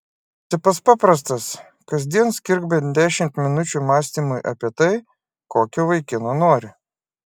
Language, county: Lithuanian, Klaipėda